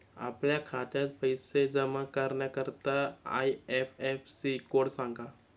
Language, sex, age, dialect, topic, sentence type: Marathi, male, 18-24, Standard Marathi, banking, statement